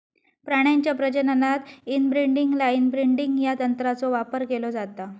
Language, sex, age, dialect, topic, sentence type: Marathi, female, 31-35, Southern Konkan, agriculture, statement